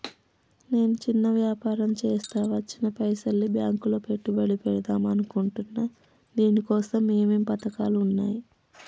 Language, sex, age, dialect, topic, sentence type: Telugu, female, 31-35, Telangana, banking, question